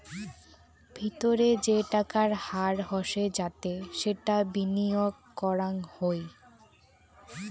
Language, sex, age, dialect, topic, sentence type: Bengali, female, 18-24, Rajbangshi, banking, statement